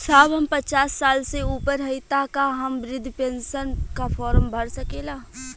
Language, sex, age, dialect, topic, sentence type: Bhojpuri, female, 18-24, Western, banking, question